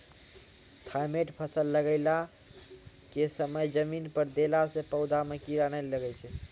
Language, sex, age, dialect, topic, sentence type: Maithili, male, 46-50, Angika, agriculture, question